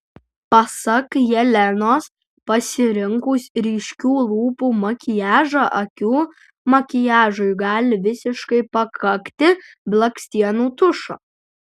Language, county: Lithuanian, Utena